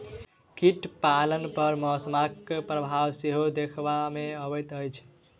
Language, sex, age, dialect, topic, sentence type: Maithili, male, 18-24, Southern/Standard, agriculture, statement